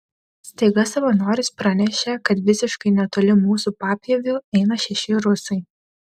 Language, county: Lithuanian, Šiauliai